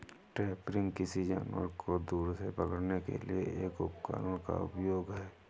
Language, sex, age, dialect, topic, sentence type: Hindi, male, 41-45, Awadhi Bundeli, agriculture, statement